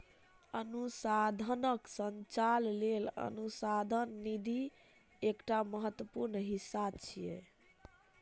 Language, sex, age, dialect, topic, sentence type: Maithili, male, 31-35, Eastern / Thethi, banking, statement